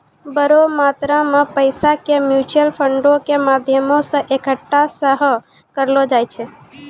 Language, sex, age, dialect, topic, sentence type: Maithili, female, 18-24, Angika, banking, statement